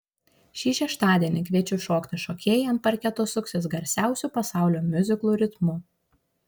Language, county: Lithuanian, Šiauliai